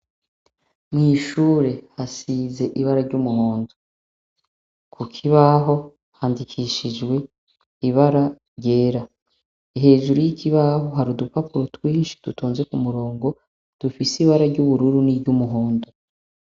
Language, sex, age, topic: Rundi, female, 36-49, education